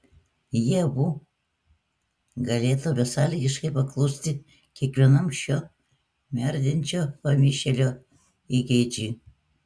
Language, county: Lithuanian, Klaipėda